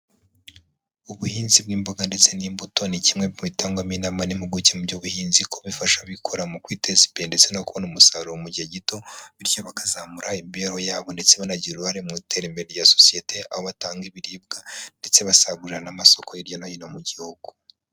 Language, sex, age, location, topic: Kinyarwanda, female, 18-24, Huye, agriculture